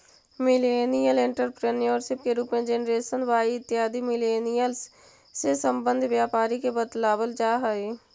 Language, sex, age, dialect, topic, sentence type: Magahi, female, 18-24, Central/Standard, banking, statement